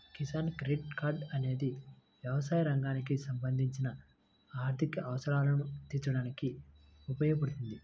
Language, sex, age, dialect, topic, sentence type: Telugu, male, 18-24, Central/Coastal, agriculture, statement